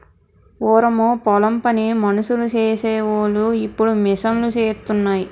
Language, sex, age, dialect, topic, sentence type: Telugu, female, 18-24, Utterandhra, agriculture, statement